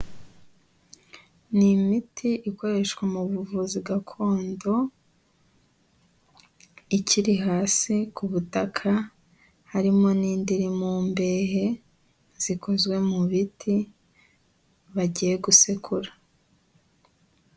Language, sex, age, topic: Kinyarwanda, female, 18-24, health